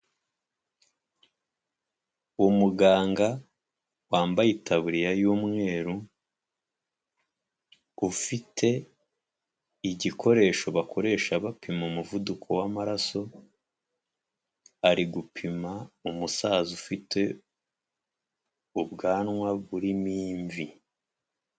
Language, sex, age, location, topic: Kinyarwanda, male, 25-35, Huye, health